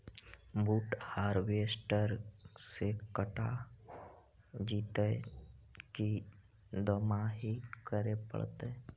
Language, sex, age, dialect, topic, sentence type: Magahi, female, 25-30, Central/Standard, agriculture, question